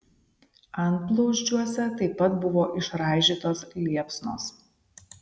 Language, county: Lithuanian, Šiauliai